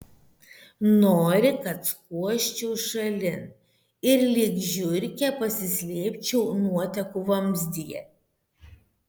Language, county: Lithuanian, Šiauliai